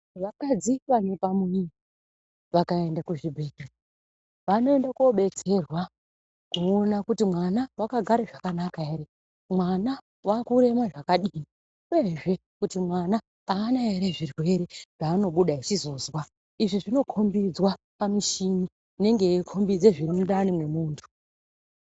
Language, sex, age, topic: Ndau, female, 25-35, health